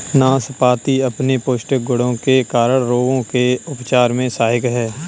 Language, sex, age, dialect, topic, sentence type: Hindi, male, 31-35, Kanauji Braj Bhasha, agriculture, statement